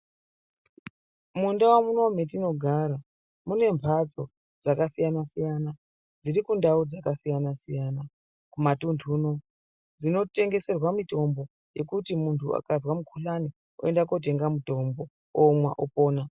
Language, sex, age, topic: Ndau, male, 36-49, health